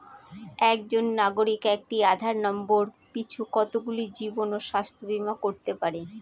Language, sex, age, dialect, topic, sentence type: Bengali, female, 36-40, Northern/Varendri, banking, question